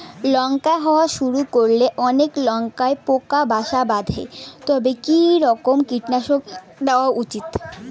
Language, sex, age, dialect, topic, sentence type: Bengali, female, 18-24, Rajbangshi, agriculture, question